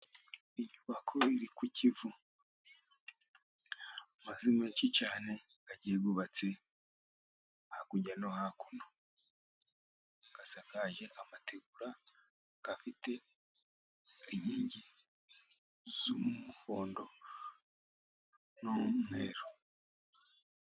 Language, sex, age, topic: Kinyarwanda, male, 50+, agriculture